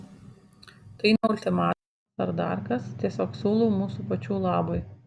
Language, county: Lithuanian, Šiauliai